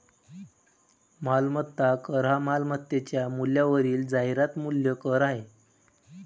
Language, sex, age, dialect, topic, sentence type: Marathi, male, 18-24, Varhadi, banking, statement